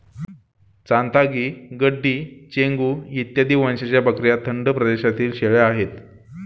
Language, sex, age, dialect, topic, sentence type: Marathi, male, 25-30, Standard Marathi, agriculture, statement